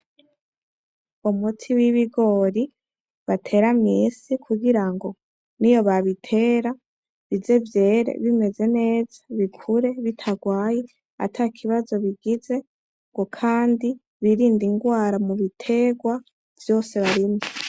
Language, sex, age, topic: Rundi, female, 18-24, agriculture